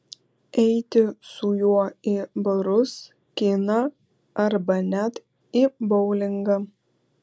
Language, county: Lithuanian, Vilnius